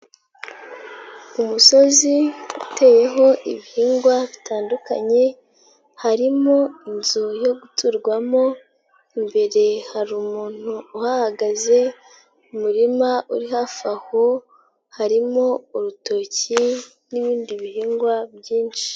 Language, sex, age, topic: Kinyarwanda, female, 18-24, agriculture